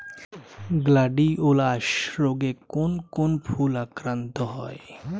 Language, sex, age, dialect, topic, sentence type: Bengali, male, 25-30, Jharkhandi, agriculture, question